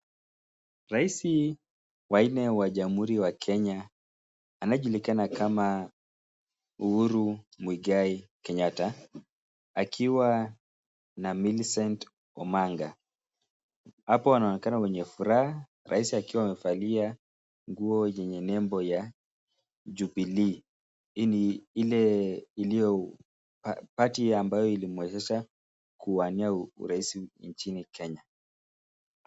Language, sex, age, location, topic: Swahili, male, 25-35, Nakuru, government